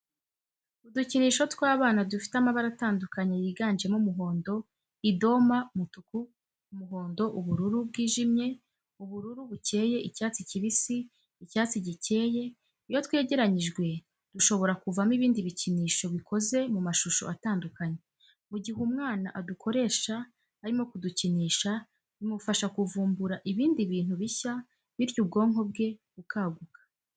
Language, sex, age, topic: Kinyarwanda, female, 25-35, education